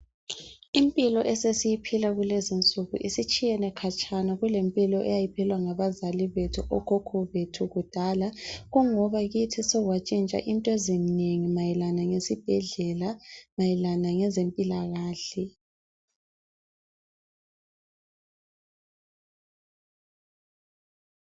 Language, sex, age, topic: North Ndebele, female, 18-24, health